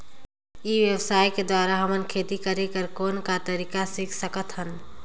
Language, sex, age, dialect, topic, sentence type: Chhattisgarhi, female, 18-24, Northern/Bhandar, agriculture, question